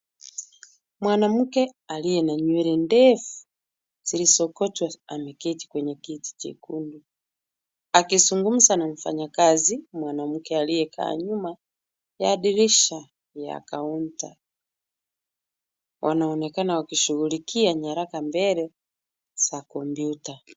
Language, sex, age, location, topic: Swahili, female, 25-35, Kisumu, government